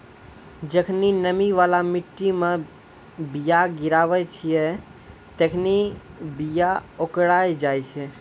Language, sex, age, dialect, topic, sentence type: Maithili, male, 18-24, Angika, agriculture, statement